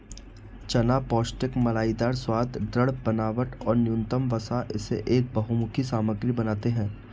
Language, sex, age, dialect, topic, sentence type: Hindi, male, 25-30, Marwari Dhudhari, agriculture, statement